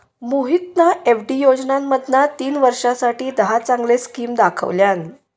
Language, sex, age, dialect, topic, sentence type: Marathi, female, 56-60, Southern Konkan, banking, statement